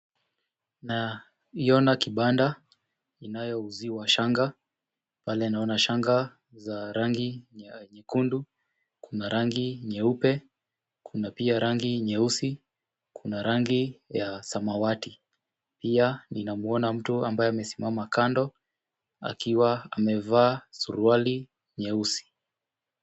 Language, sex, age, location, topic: Swahili, male, 18-24, Kisumu, finance